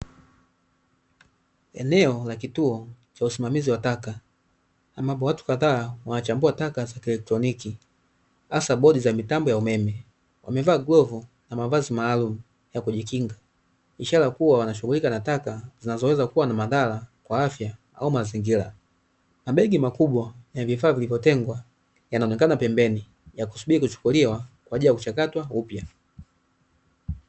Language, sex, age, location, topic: Swahili, male, 25-35, Dar es Salaam, government